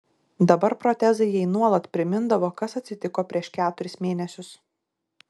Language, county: Lithuanian, Šiauliai